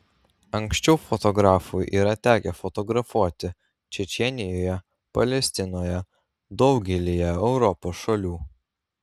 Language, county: Lithuanian, Kaunas